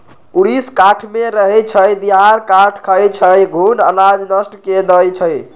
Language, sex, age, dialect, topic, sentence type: Magahi, male, 56-60, Western, agriculture, statement